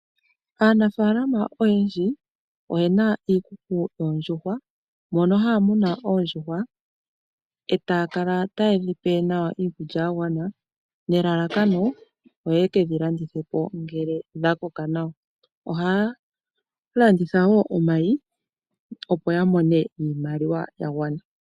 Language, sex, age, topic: Oshiwambo, female, 18-24, agriculture